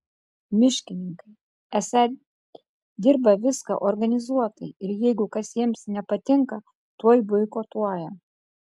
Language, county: Lithuanian, Kaunas